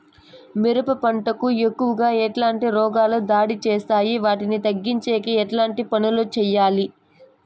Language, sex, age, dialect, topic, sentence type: Telugu, female, 18-24, Southern, agriculture, question